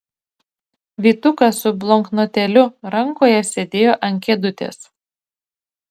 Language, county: Lithuanian, Šiauliai